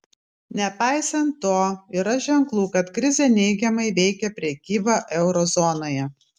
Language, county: Lithuanian, Klaipėda